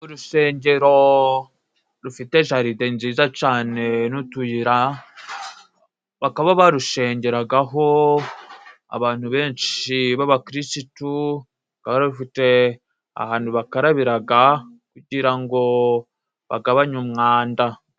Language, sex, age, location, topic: Kinyarwanda, male, 25-35, Musanze, government